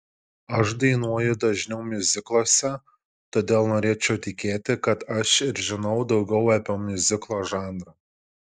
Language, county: Lithuanian, Šiauliai